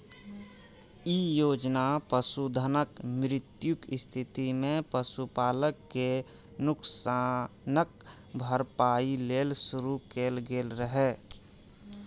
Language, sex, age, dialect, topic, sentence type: Maithili, male, 25-30, Eastern / Thethi, agriculture, statement